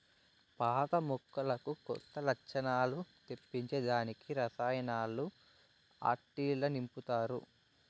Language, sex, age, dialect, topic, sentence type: Telugu, male, 18-24, Southern, agriculture, statement